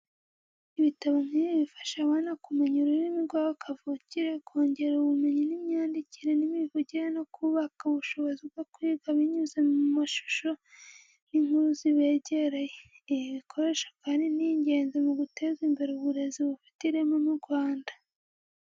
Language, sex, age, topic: Kinyarwanda, female, 18-24, education